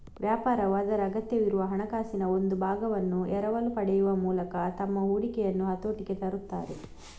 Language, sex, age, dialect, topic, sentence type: Kannada, female, 18-24, Coastal/Dakshin, banking, statement